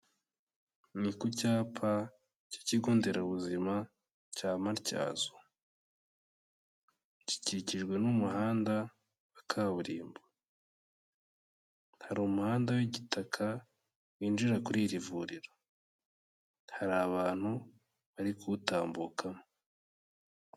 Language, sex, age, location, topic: Kinyarwanda, male, 18-24, Kigali, health